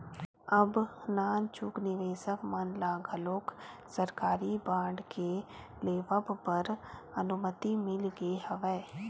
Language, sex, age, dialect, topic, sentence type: Chhattisgarhi, female, 18-24, Western/Budati/Khatahi, banking, statement